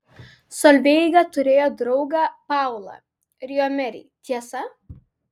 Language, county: Lithuanian, Vilnius